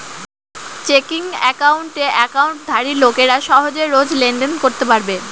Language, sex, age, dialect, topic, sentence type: Bengali, female, <18, Northern/Varendri, banking, statement